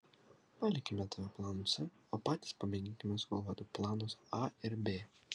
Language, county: Lithuanian, Kaunas